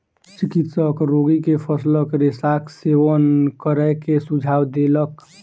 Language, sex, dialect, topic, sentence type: Maithili, male, Southern/Standard, agriculture, statement